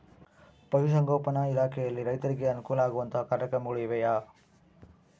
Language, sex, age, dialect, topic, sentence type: Kannada, male, 60-100, Central, agriculture, question